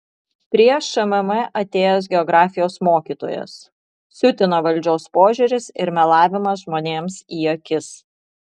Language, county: Lithuanian, Vilnius